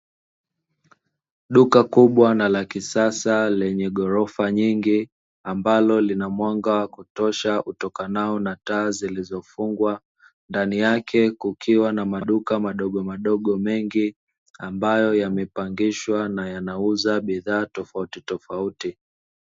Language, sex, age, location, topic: Swahili, male, 25-35, Dar es Salaam, finance